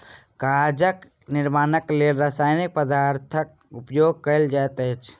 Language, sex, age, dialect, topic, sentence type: Maithili, male, 60-100, Southern/Standard, agriculture, statement